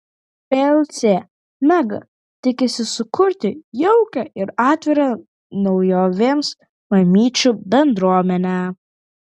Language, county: Lithuanian, Klaipėda